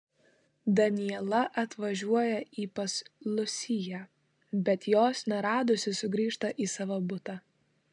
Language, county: Lithuanian, Klaipėda